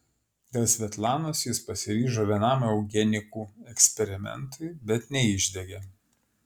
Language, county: Lithuanian, Klaipėda